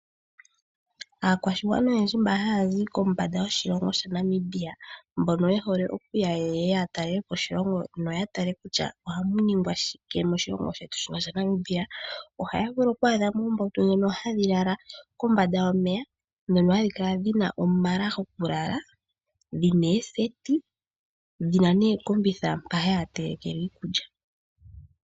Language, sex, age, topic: Oshiwambo, female, 18-24, agriculture